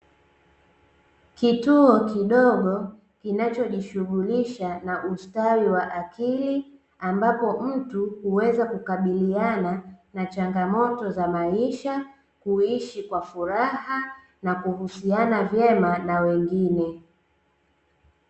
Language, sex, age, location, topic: Swahili, female, 25-35, Dar es Salaam, health